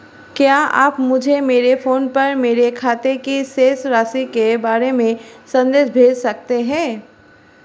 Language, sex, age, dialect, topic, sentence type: Hindi, female, 36-40, Marwari Dhudhari, banking, question